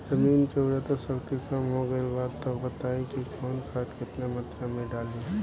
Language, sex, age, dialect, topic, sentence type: Bhojpuri, male, 18-24, Southern / Standard, agriculture, question